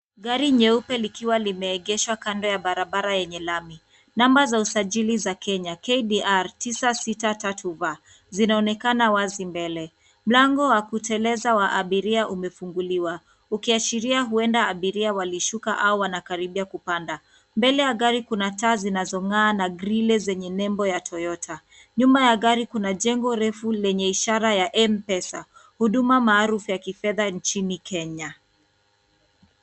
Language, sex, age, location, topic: Swahili, female, 25-35, Nairobi, finance